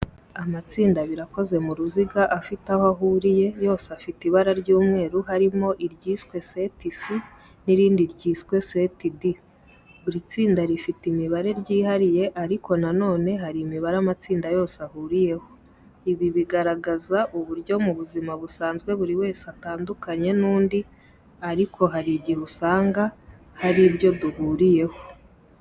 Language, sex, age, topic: Kinyarwanda, female, 18-24, education